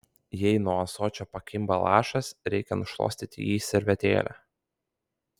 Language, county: Lithuanian, Kaunas